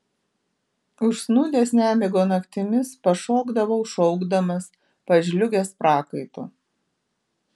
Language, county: Lithuanian, Alytus